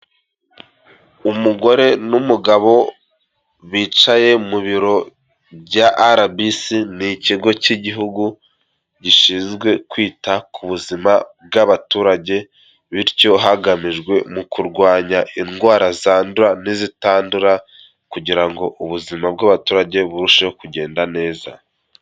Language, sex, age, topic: Kinyarwanda, male, 18-24, health